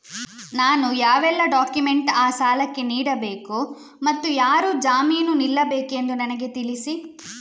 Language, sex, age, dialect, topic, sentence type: Kannada, female, 56-60, Coastal/Dakshin, banking, question